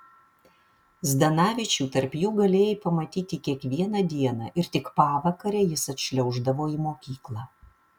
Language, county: Lithuanian, Vilnius